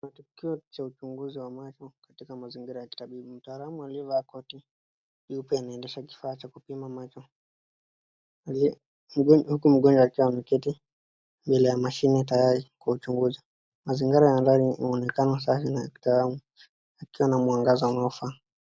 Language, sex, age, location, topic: Swahili, female, 36-49, Nakuru, health